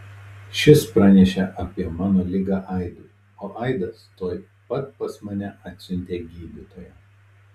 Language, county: Lithuanian, Telšiai